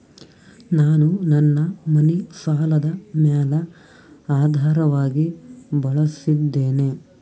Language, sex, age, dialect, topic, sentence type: Kannada, male, 18-24, Northeastern, banking, statement